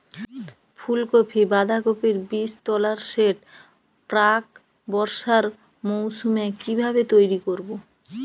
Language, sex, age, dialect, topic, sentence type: Bengali, female, 31-35, Northern/Varendri, agriculture, question